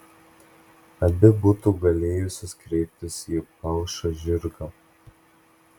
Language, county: Lithuanian, Klaipėda